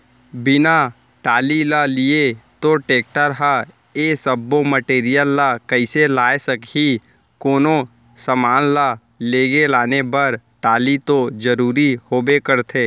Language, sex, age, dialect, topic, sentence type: Chhattisgarhi, male, 18-24, Central, banking, statement